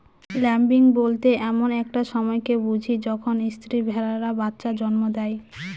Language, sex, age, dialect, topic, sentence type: Bengali, female, 25-30, Northern/Varendri, agriculture, statement